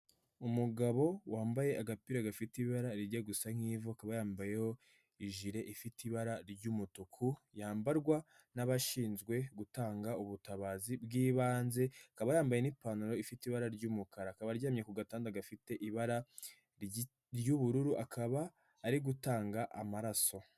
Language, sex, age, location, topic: Kinyarwanda, male, 18-24, Nyagatare, health